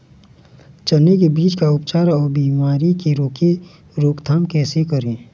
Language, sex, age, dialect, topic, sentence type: Chhattisgarhi, male, 18-24, Eastern, agriculture, question